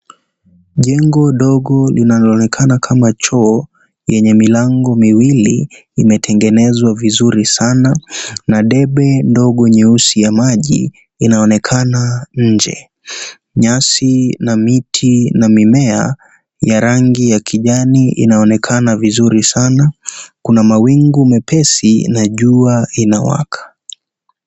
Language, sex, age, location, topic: Swahili, male, 18-24, Kisii, health